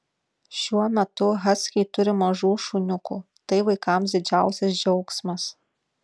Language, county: Lithuanian, Šiauliai